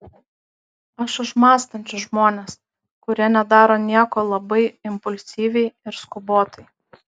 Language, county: Lithuanian, Kaunas